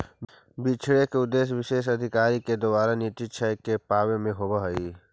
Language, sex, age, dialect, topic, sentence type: Magahi, male, 51-55, Central/Standard, banking, statement